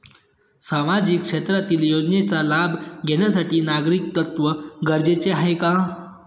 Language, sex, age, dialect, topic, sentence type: Marathi, male, 31-35, Northern Konkan, banking, question